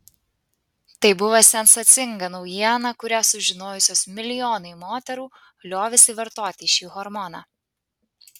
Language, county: Lithuanian, Panevėžys